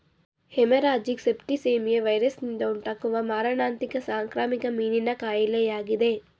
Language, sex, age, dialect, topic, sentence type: Kannada, female, 18-24, Mysore Kannada, agriculture, statement